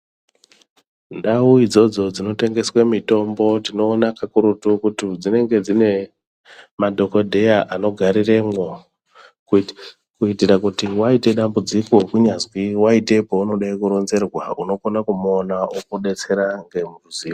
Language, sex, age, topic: Ndau, male, 25-35, health